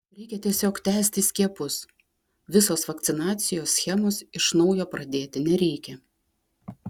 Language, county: Lithuanian, Klaipėda